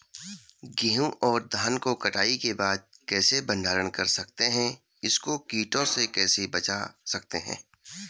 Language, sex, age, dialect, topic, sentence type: Hindi, male, 31-35, Garhwali, agriculture, question